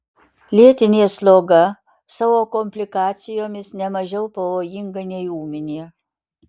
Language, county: Lithuanian, Alytus